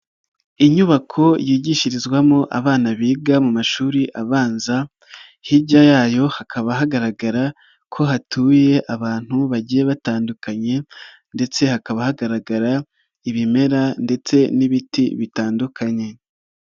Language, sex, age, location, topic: Kinyarwanda, male, 36-49, Nyagatare, education